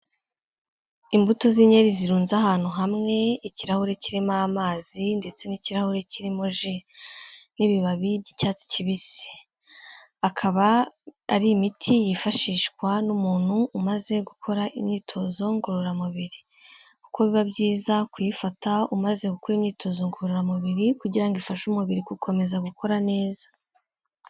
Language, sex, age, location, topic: Kinyarwanda, female, 18-24, Kigali, health